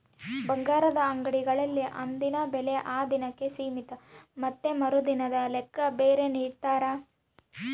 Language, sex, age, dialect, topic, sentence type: Kannada, female, 18-24, Central, banking, statement